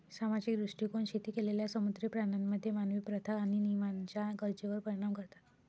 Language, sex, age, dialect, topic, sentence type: Marathi, female, 31-35, Varhadi, agriculture, statement